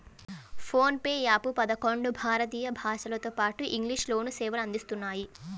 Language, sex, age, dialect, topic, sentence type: Telugu, female, 18-24, Central/Coastal, banking, statement